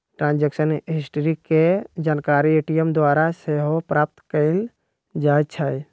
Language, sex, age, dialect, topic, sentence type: Magahi, male, 60-100, Western, banking, statement